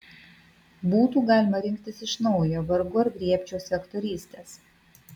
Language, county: Lithuanian, Vilnius